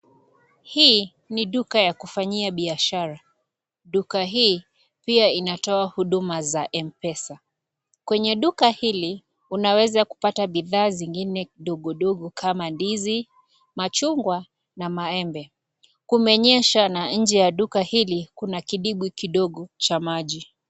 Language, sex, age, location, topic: Swahili, female, 25-35, Kisii, finance